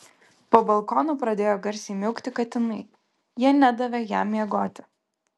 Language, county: Lithuanian, Klaipėda